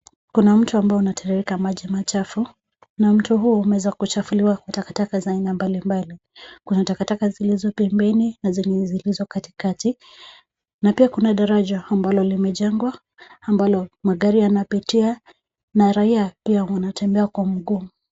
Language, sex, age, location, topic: Swahili, female, 25-35, Nairobi, government